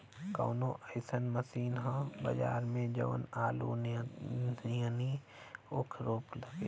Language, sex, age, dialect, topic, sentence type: Bhojpuri, male, 31-35, Western, agriculture, question